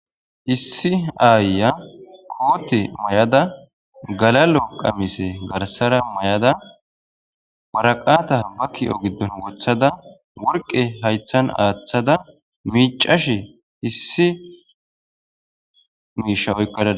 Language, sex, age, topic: Gamo, male, 18-24, government